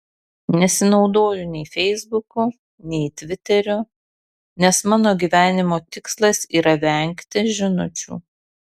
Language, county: Lithuanian, Kaunas